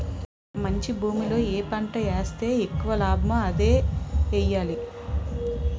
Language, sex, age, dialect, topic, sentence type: Telugu, female, 36-40, Utterandhra, agriculture, statement